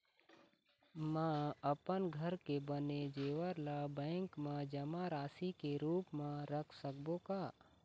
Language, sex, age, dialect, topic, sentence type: Chhattisgarhi, male, 18-24, Eastern, banking, question